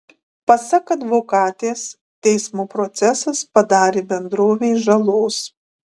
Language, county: Lithuanian, Kaunas